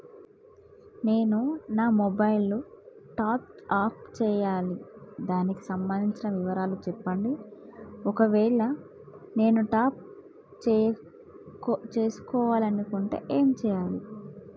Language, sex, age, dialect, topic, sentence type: Telugu, female, 18-24, Telangana, banking, question